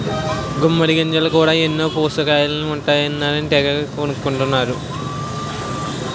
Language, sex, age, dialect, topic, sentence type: Telugu, male, 18-24, Utterandhra, agriculture, statement